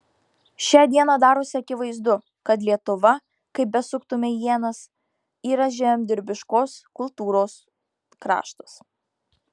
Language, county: Lithuanian, Marijampolė